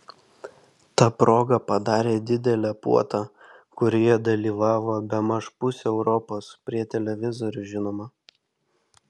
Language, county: Lithuanian, Vilnius